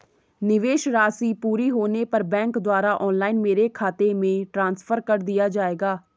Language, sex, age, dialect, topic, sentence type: Hindi, female, 18-24, Garhwali, banking, question